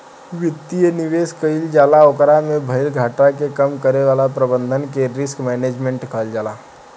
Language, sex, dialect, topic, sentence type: Bhojpuri, male, Southern / Standard, banking, statement